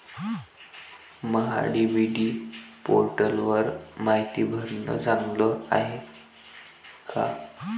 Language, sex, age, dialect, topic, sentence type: Marathi, male, <18, Varhadi, agriculture, question